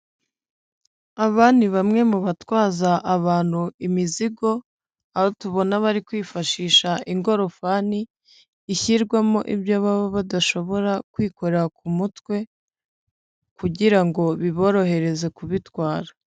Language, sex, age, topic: Kinyarwanda, female, 25-35, government